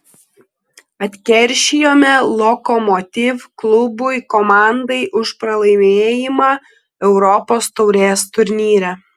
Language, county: Lithuanian, Klaipėda